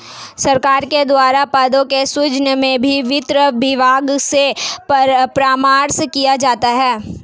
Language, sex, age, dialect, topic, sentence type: Hindi, female, 18-24, Hindustani Malvi Khadi Boli, banking, statement